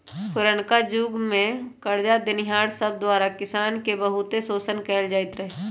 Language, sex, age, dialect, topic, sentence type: Magahi, male, 18-24, Western, agriculture, statement